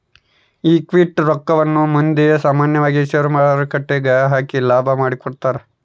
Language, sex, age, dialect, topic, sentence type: Kannada, male, 31-35, Central, banking, statement